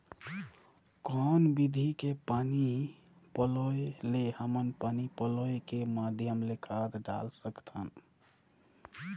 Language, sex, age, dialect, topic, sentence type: Chhattisgarhi, male, 31-35, Northern/Bhandar, agriculture, question